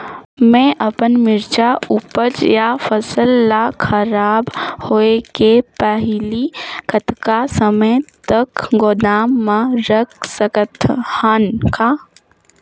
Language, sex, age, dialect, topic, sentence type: Chhattisgarhi, female, 18-24, Northern/Bhandar, agriculture, question